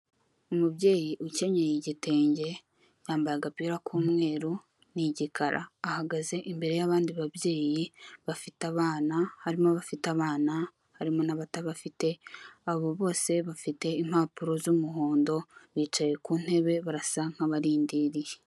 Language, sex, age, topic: Kinyarwanda, female, 18-24, finance